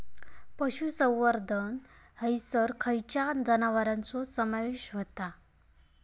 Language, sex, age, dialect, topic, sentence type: Marathi, female, 18-24, Southern Konkan, agriculture, question